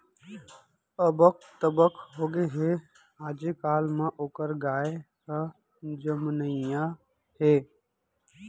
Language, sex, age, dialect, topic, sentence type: Chhattisgarhi, male, 31-35, Central, agriculture, statement